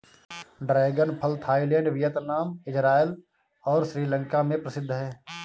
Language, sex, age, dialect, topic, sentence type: Hindi, male, 25-30, Awadhi Bundeli, agriculture, statement